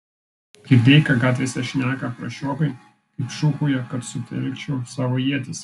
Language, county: Lithuanian, Vilnius